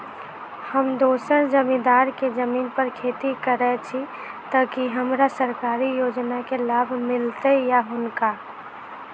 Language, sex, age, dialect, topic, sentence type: Maithili, female, 18-24, Southern/Standard, agriculture, question